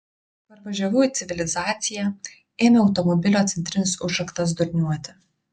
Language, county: Lithuanian, Vilnius